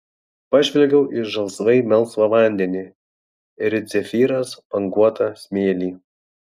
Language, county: Lithuanian, Vilnius